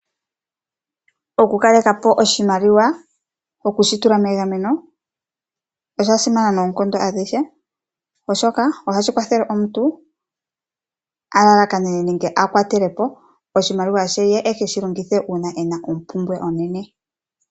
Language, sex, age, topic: Oshiwambo, female, 25-35, finance